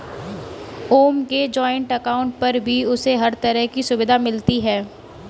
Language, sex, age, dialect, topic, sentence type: Hindi, female, 18-24, Kanauji Braj Bhasha, banking, statement